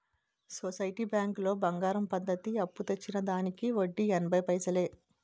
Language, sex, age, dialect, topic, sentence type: Telugu, female, 36-40, Utterandhra, banking, statement